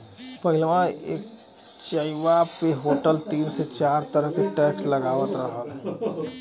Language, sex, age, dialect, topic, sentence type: Bhojpuri, male, 31-35, Western, banking, statement